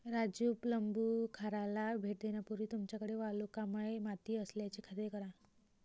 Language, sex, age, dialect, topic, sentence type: Marathi, male, 18-24, Varhadi, agriculture, statement